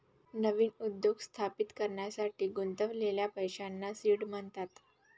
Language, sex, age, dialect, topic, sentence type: Marathi, female, 18-24, Varhadi, banking, statement